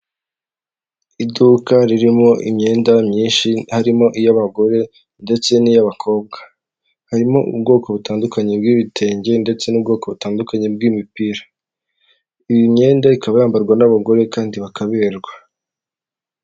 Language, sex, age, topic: Kinyarwanda, male, 18-24, finance